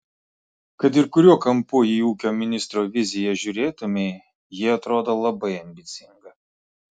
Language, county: Lithuanian, Klaipėda